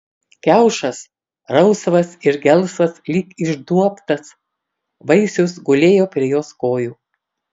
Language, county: Lithuanian, Kaunas